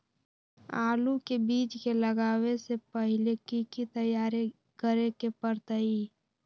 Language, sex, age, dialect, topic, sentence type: Magahi, female, 18-24, Western, agriculture, question